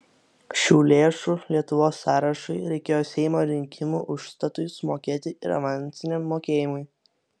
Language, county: Lithuanian, Vilnius